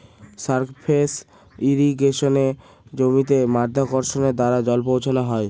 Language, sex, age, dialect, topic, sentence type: Bengali, male, <18, Northern/Varendri, agriculture, statement